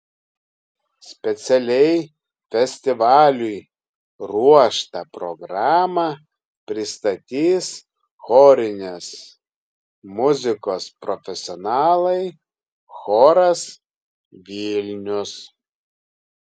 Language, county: Lithuanian, Kaunas